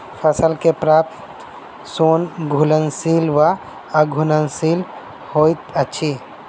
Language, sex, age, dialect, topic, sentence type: Maithili, male, 18-24, Southern/Standard, agriculture, statement